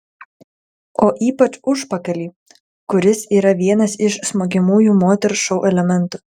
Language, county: Lithuanian, Kaunas